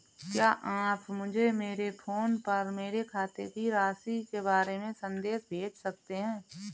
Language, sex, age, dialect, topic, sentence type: Hindi, female, 31-35, Marwari Dhudhari, banking, question